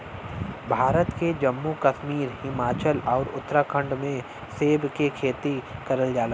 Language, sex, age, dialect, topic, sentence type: Bhojpuri, male, 31-35, Western, agriculture, statement